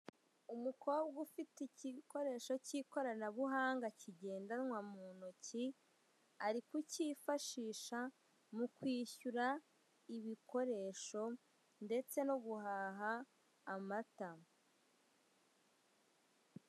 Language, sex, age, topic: Kinyarwanda, female, 18-24, finance